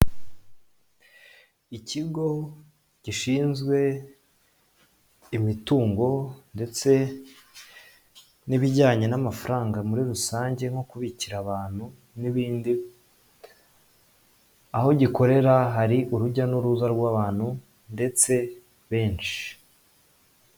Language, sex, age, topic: Kinyarwanda, male, 18-24, finance